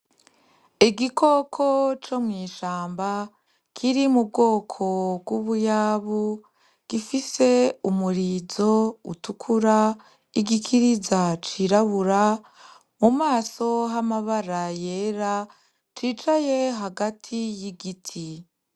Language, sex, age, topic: Rundi, female, 25-35, agriculture